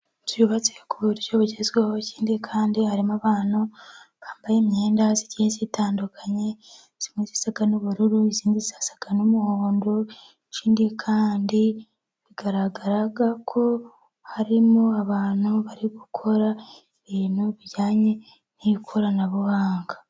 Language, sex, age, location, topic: Kinyarwanda, female, 25-35, Musanze, education